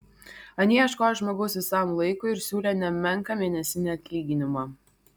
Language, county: Lithuanian, Vilnius